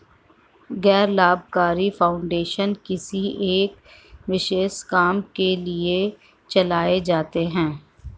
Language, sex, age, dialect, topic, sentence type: Hindi, female, 51-55, Marwari Dhudhari, banking, statement